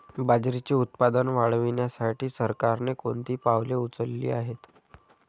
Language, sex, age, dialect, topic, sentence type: Marathi, male, 25-30, Standard Marathi, agriculture, statement